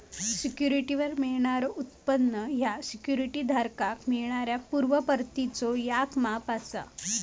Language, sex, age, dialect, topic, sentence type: Marathi, female, 18-24, Southern Konkan, banking, statement